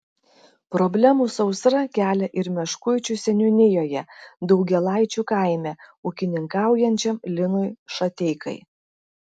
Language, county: Lithuanian, Klaipėda